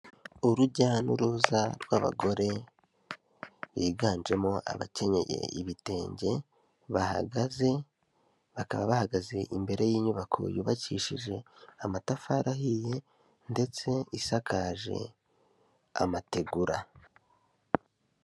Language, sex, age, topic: Kinyarwanda, male, 18-24, health